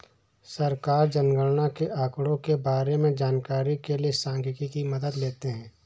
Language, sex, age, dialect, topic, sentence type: Hindi, male, 31-35, Awadhi Bundeli, banking, statement